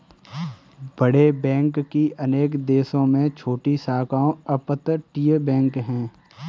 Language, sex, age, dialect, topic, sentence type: Hindi, male, 18-24, Kanauji Braj Bhasha, banking, statement